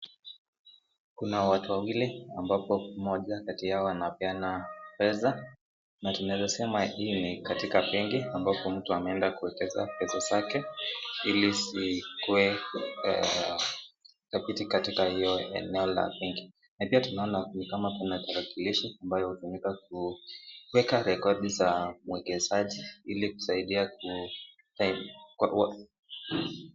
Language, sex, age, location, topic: Swahili, male, 18-24, Nakuru, finance